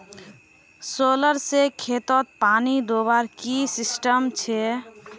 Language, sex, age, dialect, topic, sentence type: Magahi, female, 18-24, Northeastern/Surjapuri, agriculture, question